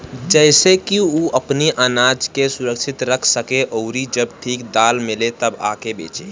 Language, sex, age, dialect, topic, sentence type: Bhojpuri, male, <18, Northern, agriculture, statement